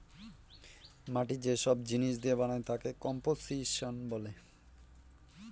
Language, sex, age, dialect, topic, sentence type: Bengali, male, 25-30, Northern/Varendri, agriculture, statement